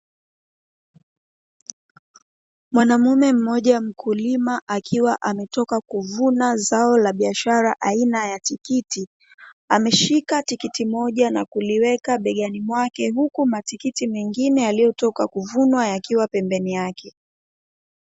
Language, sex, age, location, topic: Swahili, female, 25-35, Dar es Salaam, agriculture